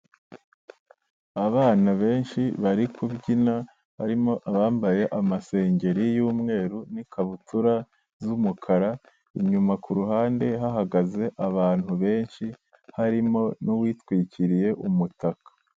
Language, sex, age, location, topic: Kinyarwanda, male, 25-35, Kigali, health